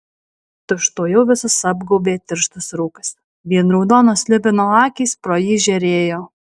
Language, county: Lithuanian, Alytus